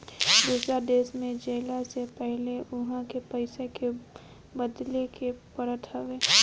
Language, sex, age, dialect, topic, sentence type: Bhojpuri, female, 18-24, Northern, banking, statement